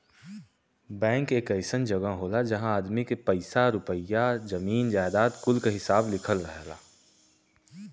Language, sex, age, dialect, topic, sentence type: Bhojpuri, male, 18-24, Western, banking, statement